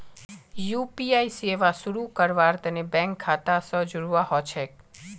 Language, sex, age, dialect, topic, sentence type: Magahi, male, 25-30, Northeastern/Surjapuri, banking, statement